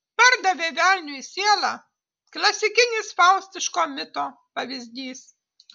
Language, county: Lithuanian, Utena